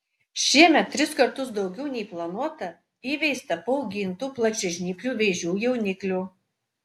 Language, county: Lithuanian, Utena